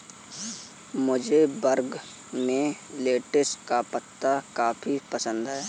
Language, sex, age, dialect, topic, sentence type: Hindi, male, 18-24, Kanauji Braj Bhasha, agriculture, statement